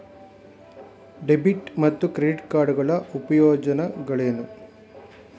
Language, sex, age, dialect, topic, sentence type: Kannada, male, 51-55, Mysore Kannada, banking, question